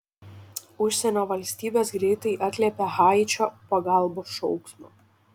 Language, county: Lithuanian, Šiauliai